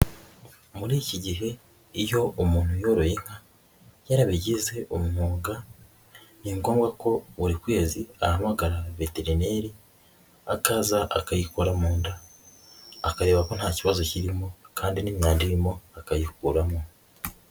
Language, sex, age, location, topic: Kinyarwanda, female, 18-24, Nyagatare, agriculture